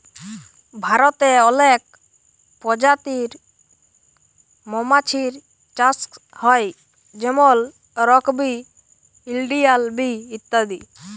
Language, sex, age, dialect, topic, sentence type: Bengali, male, <18, Jharkhandi, agriculture, statement